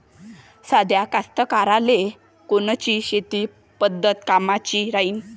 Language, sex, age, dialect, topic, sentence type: Marathi, female, 60-100, Varhadi, agriculture, question